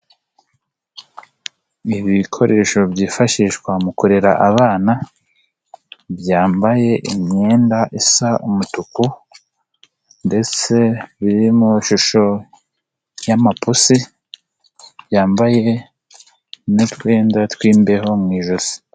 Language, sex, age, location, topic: Kinyarwanda, male, 18-24, Nyagatare, education